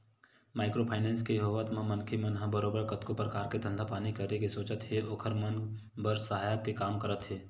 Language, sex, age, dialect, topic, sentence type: Chhattisgarhi, male, 18-24, Western/Budati/Khatahi, banking, statement